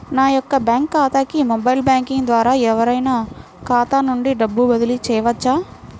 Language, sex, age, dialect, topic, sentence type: Telugu, female, 56-60, Central/Coastal, banking, question